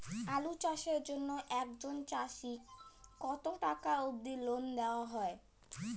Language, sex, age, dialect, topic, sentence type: Bengali, male, 18-24, Rajbangshi, agriculture, question